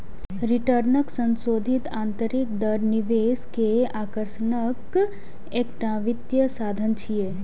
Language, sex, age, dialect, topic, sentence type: Maithili, female, 18-24, Eastern / Thethi, banking, statement